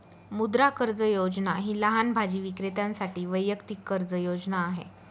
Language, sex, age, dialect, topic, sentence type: Marathi, female, 25-30, Northern Konkan, banking, statement